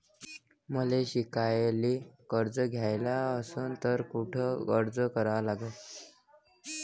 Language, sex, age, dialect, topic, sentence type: Marathi, male, 25-30, Varhadi, banking, question